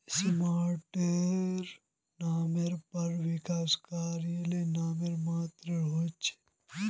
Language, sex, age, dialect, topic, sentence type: Magahi, male, 18-24, Northeastern/Surjapuri, banking, statement